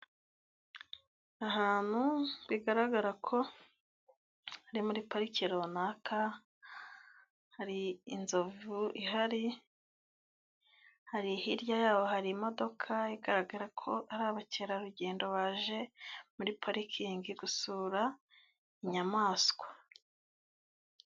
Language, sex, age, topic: Kinyarwanda, female, 25-35, agriculture